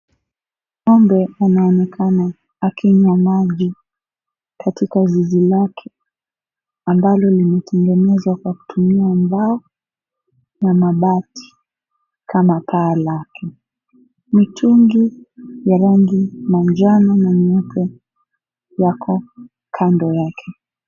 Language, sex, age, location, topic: Swahili, female, 18-24, Mombasa, agriculture